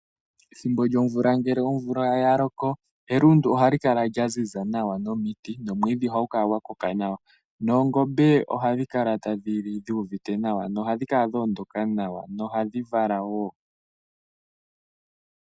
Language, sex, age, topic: Oshiwambo, male, 18-24, agriculture